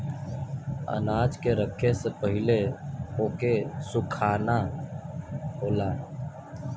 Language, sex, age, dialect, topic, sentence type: Bhojpuri, male, 60-100, Western, agriculture, statement